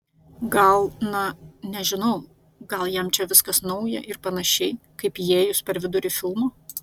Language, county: Lithuanian, Vilnius